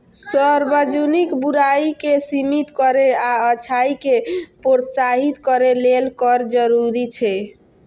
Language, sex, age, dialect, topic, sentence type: Maithili, female, 25-30, Eastern / Thethi, banking, statement